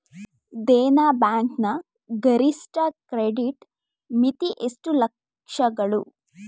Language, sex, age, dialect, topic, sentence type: Kannada, female, 18-24, Mysore Kannada, agriculture, question